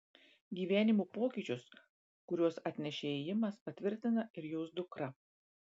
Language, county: Lithuanian, Marijampolė